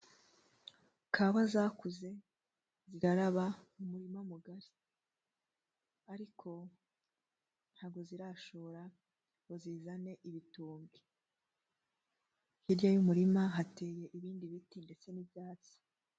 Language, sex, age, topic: Kinyarwanda, female, 18-24, agriculture